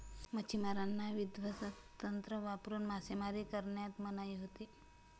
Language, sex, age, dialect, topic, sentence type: Marathi, female, 31-35, Standard Marathi, agriculture, statement